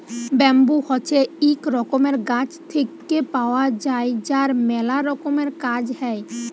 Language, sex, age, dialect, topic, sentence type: Bengali, female, 18-24, Jharkhandi, agriculture, statement